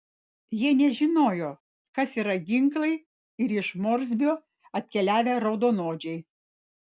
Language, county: Lithuanian, Vilnius